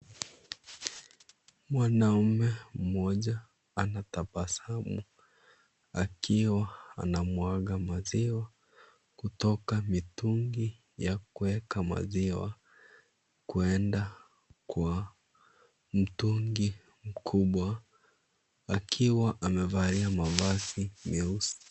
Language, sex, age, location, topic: Swahili, male, 25-35, Kisii, agriculture